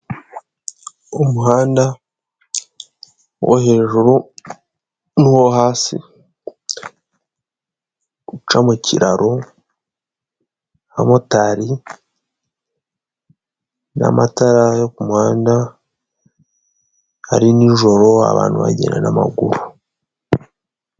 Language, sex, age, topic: Kinyarwanda, male, 18-24, government